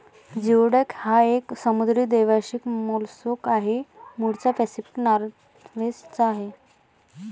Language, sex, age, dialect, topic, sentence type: Marathi, female, 18-24, Varhadi, agriculture, statement